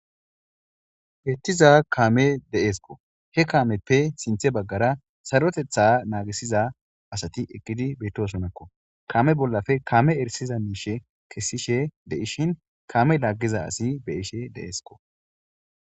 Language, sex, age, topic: Gamo, male, 18-24, government